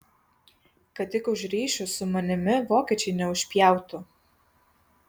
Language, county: Lithuanian, Kaunas